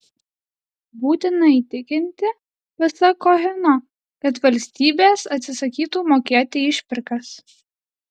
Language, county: Lithuanian, Alytus